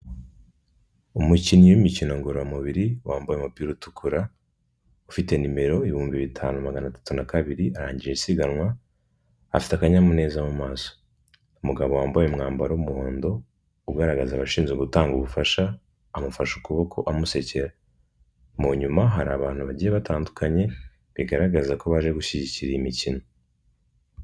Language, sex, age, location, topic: Kinyarwanda, male, 18-24, Kigali, health